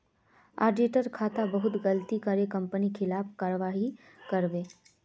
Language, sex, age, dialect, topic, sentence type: Magahi, female, 46-50, Northeastern/Surjapuri, banking, statement